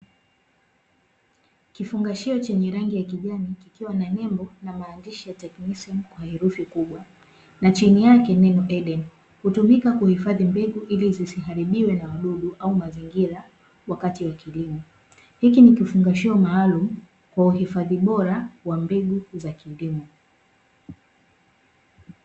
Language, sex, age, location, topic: Swahili, female, 18-24, Dar es Salaam, agriculture